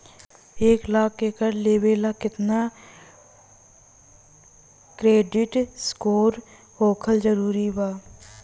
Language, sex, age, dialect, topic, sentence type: Bhojpuri, female, 25-30, Southern / Standard, banking, question